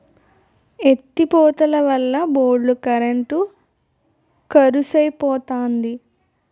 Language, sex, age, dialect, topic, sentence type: Telugu, female, 18-24, Utterandhra, agriculture, statement